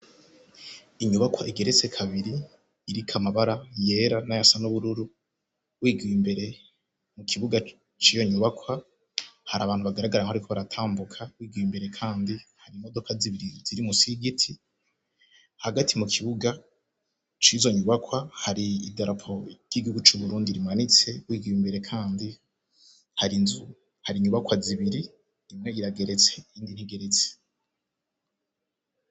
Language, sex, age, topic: Rundi, male, 18-24, education